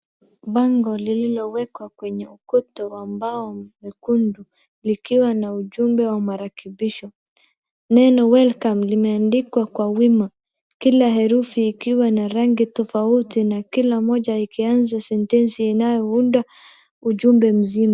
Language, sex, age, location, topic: Swahili, female, 18-24, Wajir, education